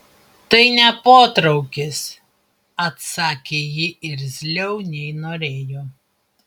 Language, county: Lithuanian, Panevėžys